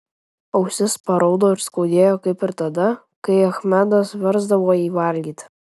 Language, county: Lithuanian, Tauragė